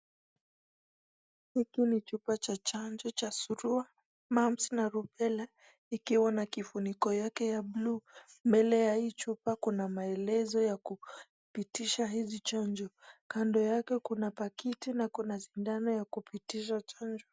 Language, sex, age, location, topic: Swahili, female, 25-35, Nakuru, health